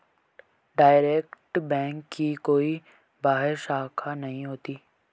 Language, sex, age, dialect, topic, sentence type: Hindi, male, 18-24, Marwari Dhudhari, banking, statement